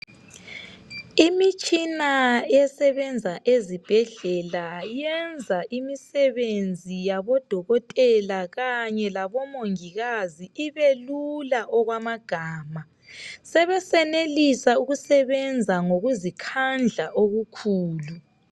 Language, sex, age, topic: North Ndebele, female, 25-35, health